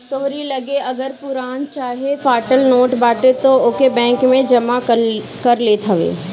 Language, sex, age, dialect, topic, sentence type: Bhojpuri, female, 31-35, Northern, banking, statement